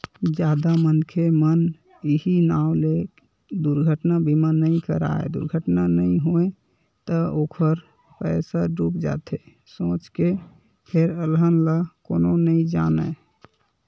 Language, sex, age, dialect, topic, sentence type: Chhattisgarhi, male, 18-24, Western/Budati/Khatahi, banking, statement